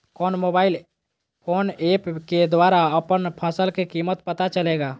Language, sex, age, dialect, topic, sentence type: Magahi, female, 18-24, Southern, agriculture, question